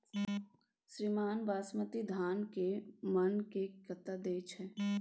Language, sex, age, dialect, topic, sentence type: Maithili, female, 18-24, Bajjika, agriculture, question